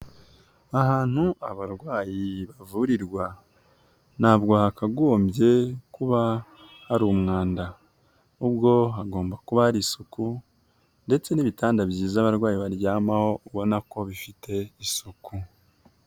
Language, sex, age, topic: Kinyarwanda, male, 18-24, health